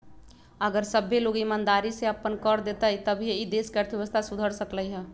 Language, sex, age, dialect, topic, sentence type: Magahi, female, 25-30, Western, banking, statement